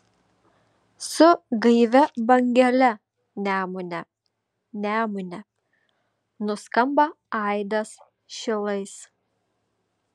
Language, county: Lithuanian, Šiauliai